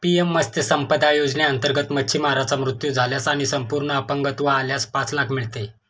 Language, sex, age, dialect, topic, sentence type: Marathi, male, 25-30, Northern Konkan, agriculture, statement